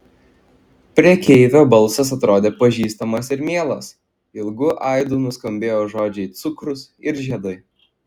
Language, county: Lithuanian, Klaipėda